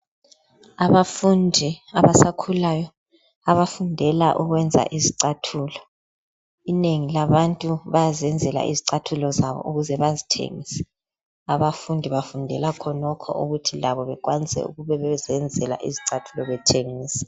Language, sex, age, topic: North Ndebele, female, 50+, education